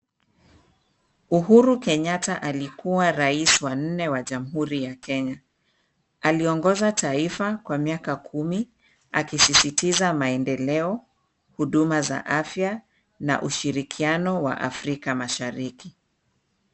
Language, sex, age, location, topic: Swahili, female, 36-49, Kisumu, government